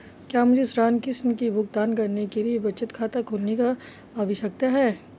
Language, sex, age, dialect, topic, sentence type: Hindi, female, 25-30, Marwari Dhudhari, banking, question